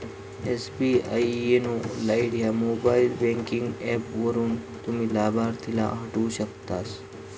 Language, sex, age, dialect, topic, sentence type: Marathi, male, 25-30, Southern Konkan, banking, statement